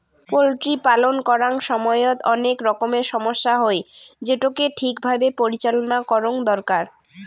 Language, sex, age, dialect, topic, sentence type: Bengali, female, 18-24, Rajbangshi, agriculture, statement